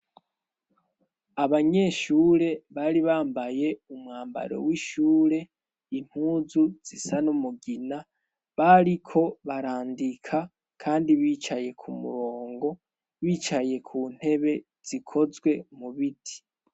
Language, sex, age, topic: Rundi, female, 18-24, education